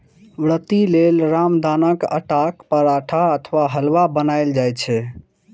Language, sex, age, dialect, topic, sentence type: Maithili, male, 18-24, Eastern / Thethi, agriculture, statement